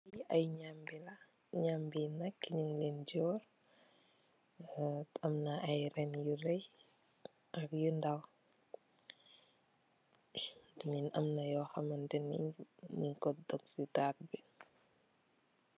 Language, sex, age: Wolof, female, 18-24